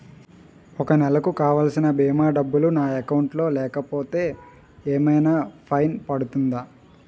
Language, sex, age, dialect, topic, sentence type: Telugu, male, 18-24, Utterandhra, banking, question